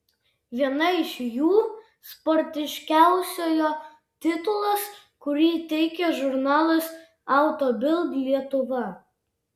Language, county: Lithuanian, Vilnius